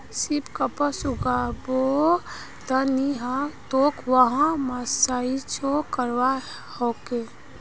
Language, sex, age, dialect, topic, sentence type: Magahi, female, 18-24, Northeastern/Surjapuri, agriculture, statement